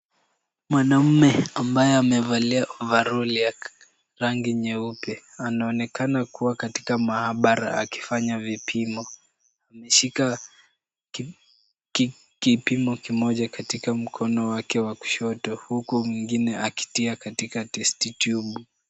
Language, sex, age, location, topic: Swahili, male, 18-24, Kisumu, agriculture